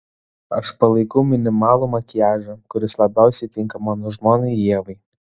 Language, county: Lithuanian, Vilnius